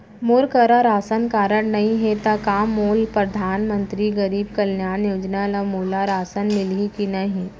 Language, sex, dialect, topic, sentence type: Chhattisgarhi, female, Central, banking, question